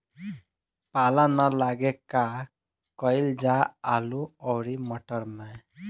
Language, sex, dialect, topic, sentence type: Bhojpuri, male, Northern, agriculture, question